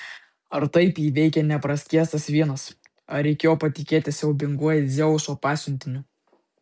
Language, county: Lithuanian, Vilnius